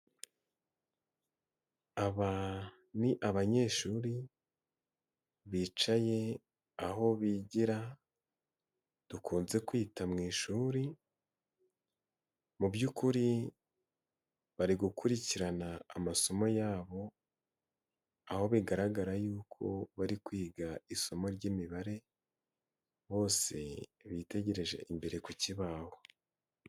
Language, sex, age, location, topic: Kinyarwanda, male, 18-24, Nyagatare, education